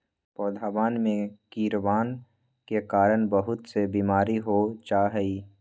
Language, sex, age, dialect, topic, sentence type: Magahi, male, 25-30, Western, agriculture, statement